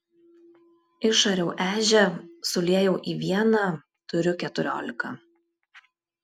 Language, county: Lithuanian, Klaipėda